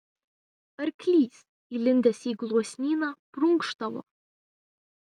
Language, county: Lithuanian, Vilnius